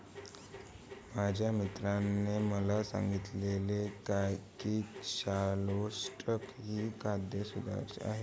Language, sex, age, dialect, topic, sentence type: Marathi, male, 18-24, Varhadi, agriculture, statement